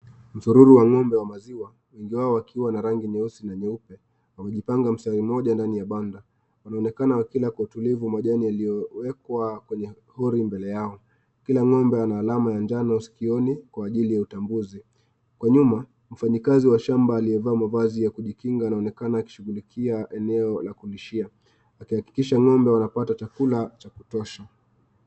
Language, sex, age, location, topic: Swahili, male, 25-35, Nakuru, agriculture